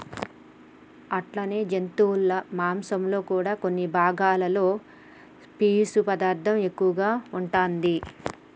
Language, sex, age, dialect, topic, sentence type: Telugu, female, 31-35, Telangana, agriculture, statement